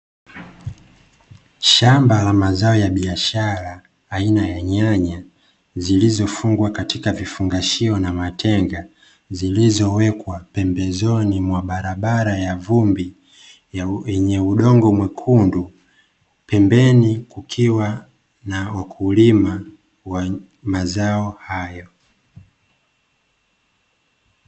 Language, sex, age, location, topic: Swahili, male, 25-35, Dar es Salaam, agriculture